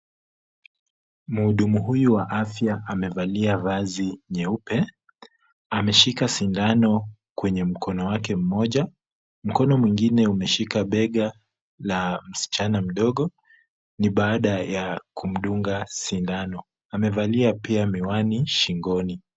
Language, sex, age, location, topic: Swahili, female, 25-35, Kisumu, health